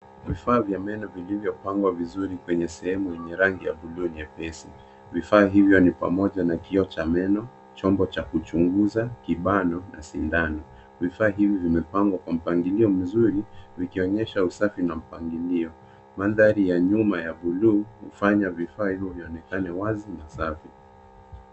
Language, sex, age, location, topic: Swahili, male, 25-35, Nairobi, health